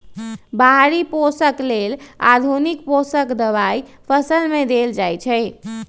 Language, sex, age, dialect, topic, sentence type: Magahi, male, 25-30, Western, agriculture, statement